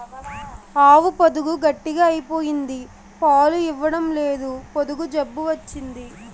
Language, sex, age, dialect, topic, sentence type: Telugu, female, 18-24, Utterandhra, agriculture, statement